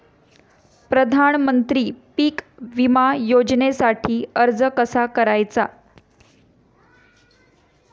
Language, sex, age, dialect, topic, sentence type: Marathi, female, 31-35, Standard Marathi, banking, question